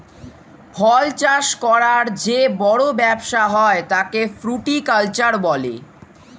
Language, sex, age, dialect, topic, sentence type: Bengali, male, 46-50, Standard Colloquial, agriculture, statement